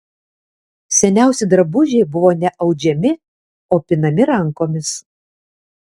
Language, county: Lithuanian, Alytus